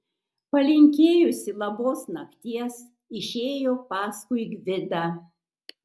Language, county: Lithuanian, Kaunas